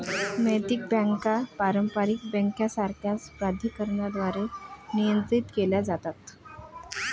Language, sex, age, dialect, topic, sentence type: Marathi, male, 31-35, Varhadi, banking, statement